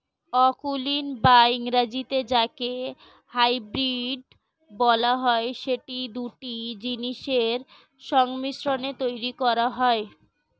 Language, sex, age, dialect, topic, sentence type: Bengali, female, 18-24, Standard Colloquial, banking, statement